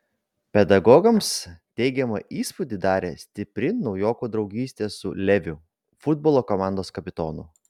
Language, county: Lithuanian, Vilnius